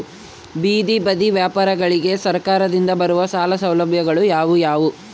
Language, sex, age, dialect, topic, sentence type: Kannada, male, 18-24, Central, agriculture, question